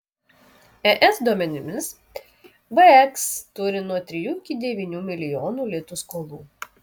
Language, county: Lithuanian, Vilnius